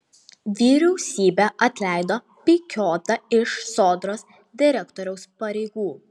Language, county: Lithuanian, Vilnius